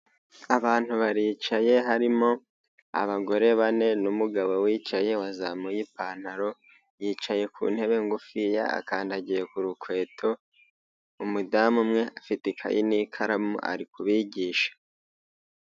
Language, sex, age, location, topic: Kinyarwanda, male, 18-24, Huye, health